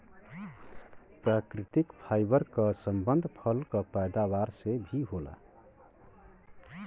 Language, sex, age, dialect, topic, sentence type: Bhojpuri, male, 31-35, Western, agriculture, statement